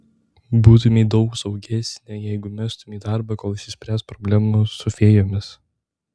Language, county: Lithuanian, Tauragė